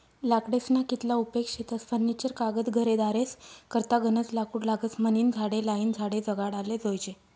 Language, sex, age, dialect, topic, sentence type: Marathi, female, 25-30, Northern Konkan, agriculture, statement